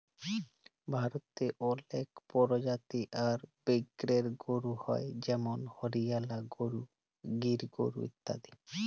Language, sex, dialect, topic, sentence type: Bengali, male, Jharkhandi, agriculture, statement